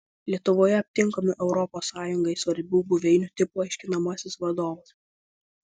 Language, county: Lithuanian, Vilnius